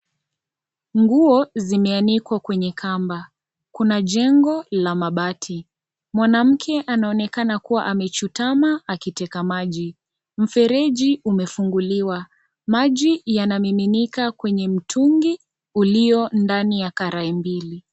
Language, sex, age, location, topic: Swahili, female, 25-35, Kisii, health